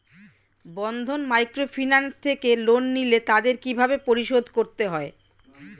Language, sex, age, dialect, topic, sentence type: Bengali, female, 41-45, Standard Colloquial, banking, question